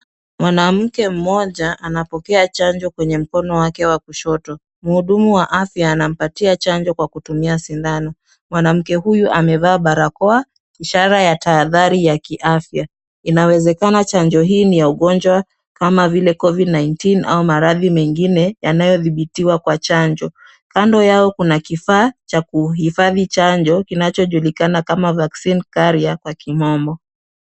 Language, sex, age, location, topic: Swahili, female, 25-35, Kisumu, health